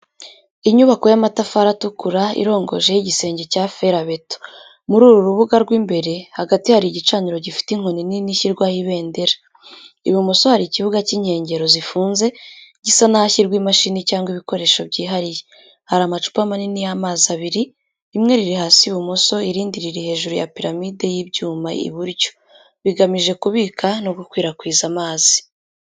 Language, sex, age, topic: Kinyarwanda, female, 25-35, education